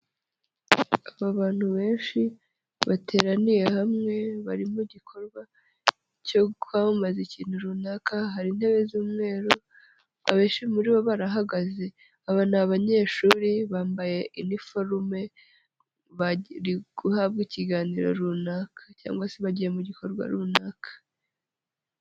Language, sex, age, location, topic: Kinyarwanda, female, 25-35, Nyagatare, health